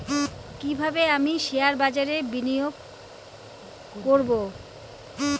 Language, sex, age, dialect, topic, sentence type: Bengali, female, 18-24, Rajbangshi, banking, question